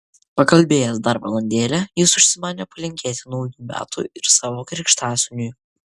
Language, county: Lithuanian, Vilnius